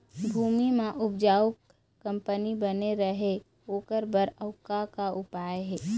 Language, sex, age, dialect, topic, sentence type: Chhattisgarhi, female, 25-30, Eastern, agriculture, question